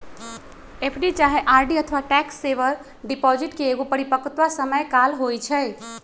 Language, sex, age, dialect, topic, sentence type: Magahi, female, 36-40, Western, banking, statement